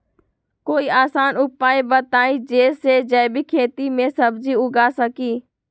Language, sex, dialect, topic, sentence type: Magahi, female, Western, agriculture, question